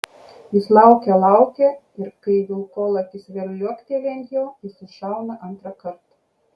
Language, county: Lithuanian, Kaunas